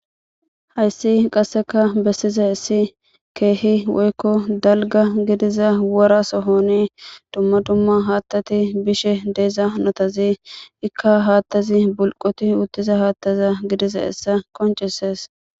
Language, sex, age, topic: Gamo, female, 18-24, government